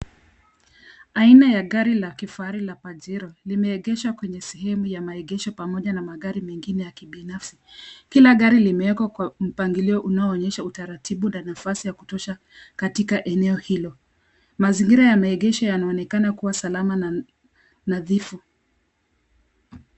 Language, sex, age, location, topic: Swahili, female, 25-35, Nairobi, finance